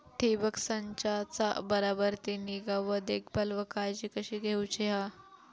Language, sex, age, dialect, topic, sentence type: Marathi, female, 31-35, Southern Konkan, agriculture, question